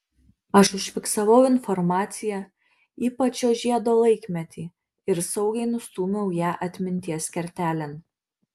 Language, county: Lithuanian, Marijampolė